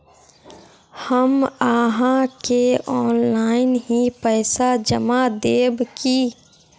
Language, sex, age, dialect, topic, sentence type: Magahi, female, 51-55, Northeastern/Surjapuri, banking, question